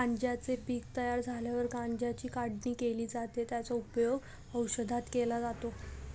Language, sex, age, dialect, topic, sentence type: Marathi, female, 18-24, Northern Konkan, agriculture, statement